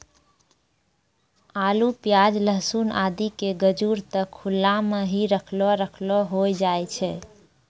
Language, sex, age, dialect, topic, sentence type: Maithili, female, 25-30, Angika, agriculture, statement